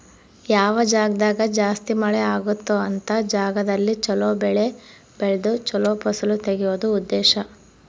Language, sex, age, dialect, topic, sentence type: Kannada, female, 18-24, Central, agriculture, statement